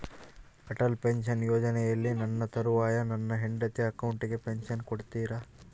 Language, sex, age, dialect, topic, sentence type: Kannada, male, 18-24, Central, banking, question